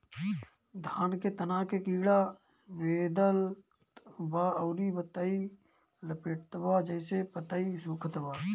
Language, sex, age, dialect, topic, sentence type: Bhojpuri, male, 25-30, Northern, agriculture, question